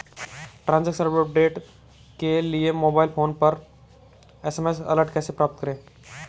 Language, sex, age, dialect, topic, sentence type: Hindi, male, 18-24, Marwari Dhudhari, banking, question